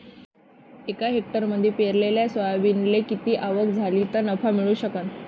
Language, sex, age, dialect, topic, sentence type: Marathi, female, 31-35, Varhadi, agriculture, question